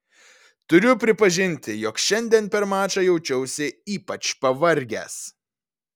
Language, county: Lithuanian, Vilnius